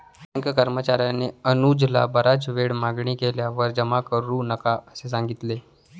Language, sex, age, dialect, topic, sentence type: Marathi, male, 25-30, Varhadi, banking, statement